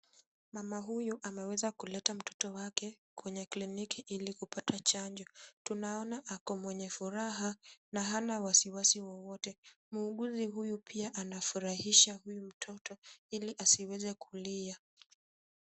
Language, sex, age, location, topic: Swahili, female, 18-24, Kisumu, health